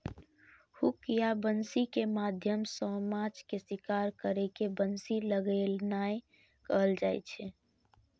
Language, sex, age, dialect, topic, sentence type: Maithili, female, 31-35, Eastern / Thethi, agriculture, statement